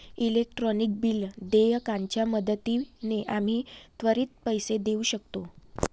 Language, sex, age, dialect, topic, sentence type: Marathi, female, 18-24, Varhadi, banking, statement